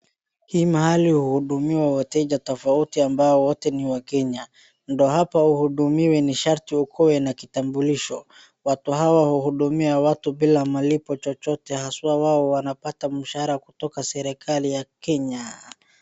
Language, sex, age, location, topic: Swahili, female, 25-35, Wajir, government